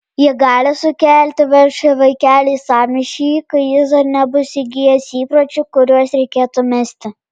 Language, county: Lithuanian, Panevėžys